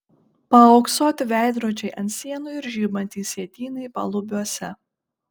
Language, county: Lithuanian, Šiauliai